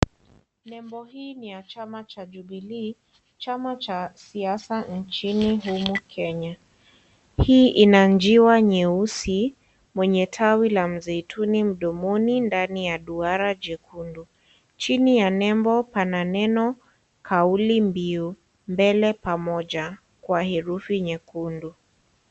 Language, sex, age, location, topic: Swahili, female, 50+, Kisii, government